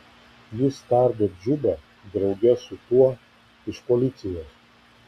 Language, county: Lithuanian, Klaipėda